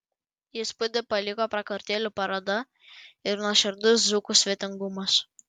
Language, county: Lithuanian, Panevėžys